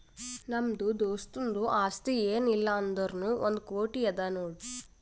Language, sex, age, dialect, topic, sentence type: Kannada, female, 18-24, Northeastern, banking, statement